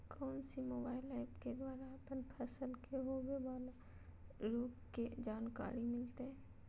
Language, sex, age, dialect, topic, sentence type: Magahi, female, 25-30, Southern, agriculture, question